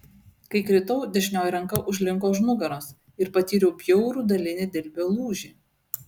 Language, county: Lithuanian, Utena